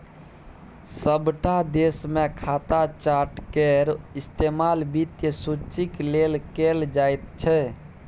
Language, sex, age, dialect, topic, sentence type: Maithili, male, 18-24, Bajjika, banking, statement